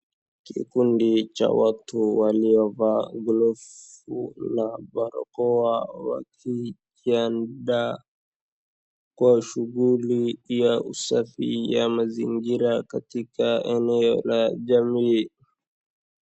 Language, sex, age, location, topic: Swahili, male, 18-24, Wajir, health